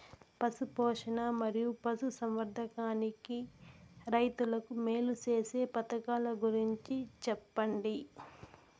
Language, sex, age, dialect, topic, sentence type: Telugu, female, 18-24, Southern, agriculture, question